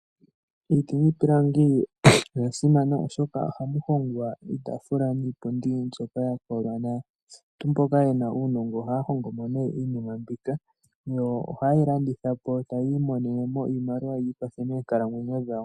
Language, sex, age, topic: Oshiwambo, male, 18-24, finance